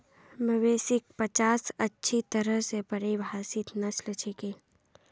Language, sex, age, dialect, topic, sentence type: Magahi, female, 31-35, Northeastern/Surjapuri, agriculture, statement